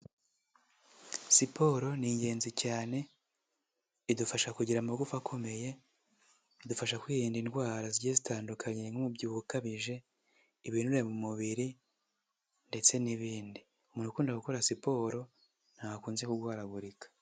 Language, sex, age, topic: Kinyarwanda, male, 18-24, health